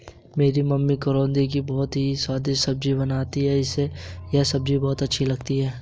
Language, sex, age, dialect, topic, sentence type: Hindi, male, 18-24, Hindustani Malvi Khadi Boli, agriculture, statement